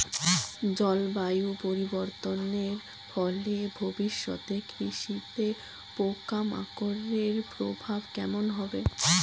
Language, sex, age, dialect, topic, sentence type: Bengali, female, <18, Rajbangshi, agriculture, question